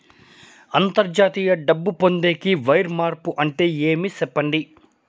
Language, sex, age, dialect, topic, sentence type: Telugu, male, 31-35, Southern, banking, question